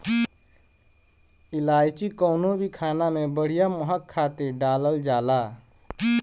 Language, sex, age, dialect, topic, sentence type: Bhojpuri, male, 18-24, Northern, agriculture, statement